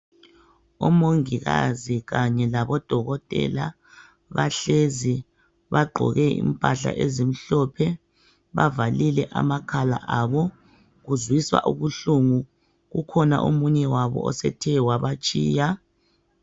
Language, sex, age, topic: North Ndebele, male, 36-49, health